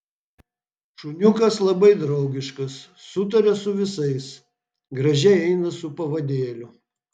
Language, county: Lithuanian, Vilnius